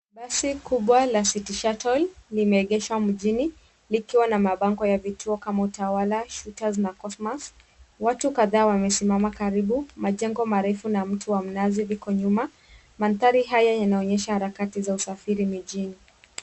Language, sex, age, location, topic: Swahili, female, 36-49, Nairobi, government